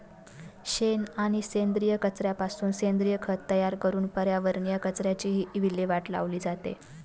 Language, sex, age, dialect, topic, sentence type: Marathi, female, 25-30, Standard Marathi, agriculture, statement